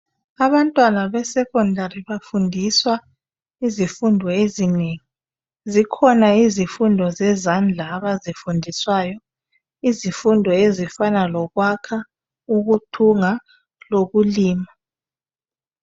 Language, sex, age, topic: North Ndebele, female, 36-49, education